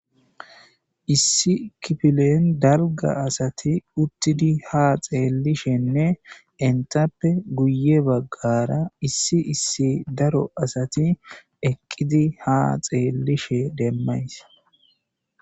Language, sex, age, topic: Gamo, male, 25-35, government